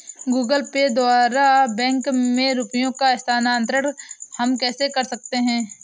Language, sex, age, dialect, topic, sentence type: Hindi, female, 18-24, Awadhi Bundeli, banking, question